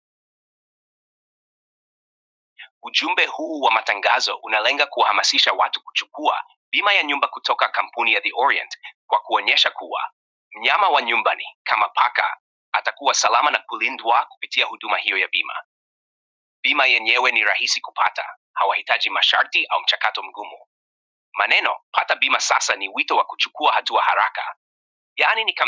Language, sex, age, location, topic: Swahili, male, 25-35, Wajir, finance